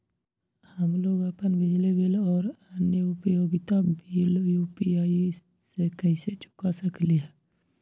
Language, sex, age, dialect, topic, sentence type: Magahi, male, 41-45, Western, banking, statement